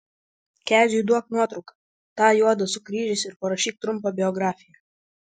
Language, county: Lithuanian, Vilnius